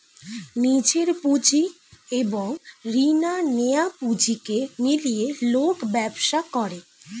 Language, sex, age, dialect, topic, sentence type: Bengali, female, 18-24, Standard Colloquial, banking, statement